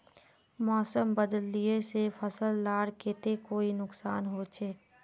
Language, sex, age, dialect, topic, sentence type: Magahi, female, 46-50, Northeastern/Surjapuri, agriculture, question